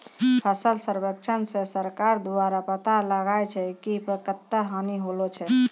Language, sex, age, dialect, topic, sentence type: Maithili, female, 36-40, Angika, agriculture, statement